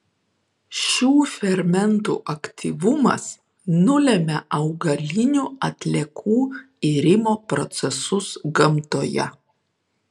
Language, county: Lithuanian, Šiauliai